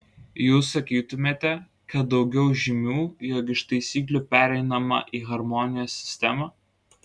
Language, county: Lithuanian, Klaipėda